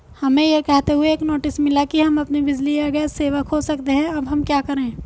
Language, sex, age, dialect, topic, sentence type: Hindi, female, 25-30, Hindustani Malvi Khadi Boli, banking, question